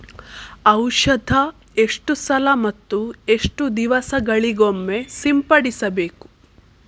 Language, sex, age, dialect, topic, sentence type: Kannada, female, 18-24, Coastal/Dakshin, agriculture, question